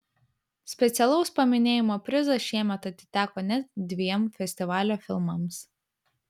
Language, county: Lithuanian, Vilnius